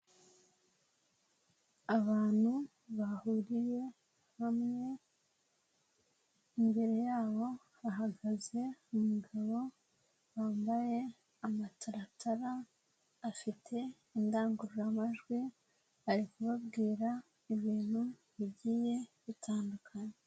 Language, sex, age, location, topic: Kinyarwanda, female, 18-24, Nyagatare, education